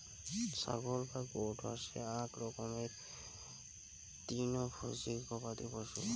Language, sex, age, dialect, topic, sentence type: Bengali, male, 18-24, Rajbangshi, agriculture, statement